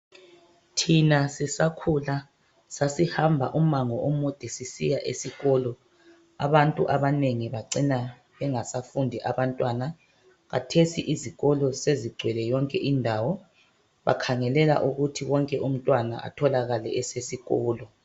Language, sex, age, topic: North Ndebele, male, 36-49, education